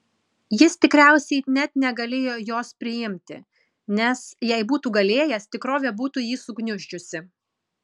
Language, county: Lithuanian, Kaunas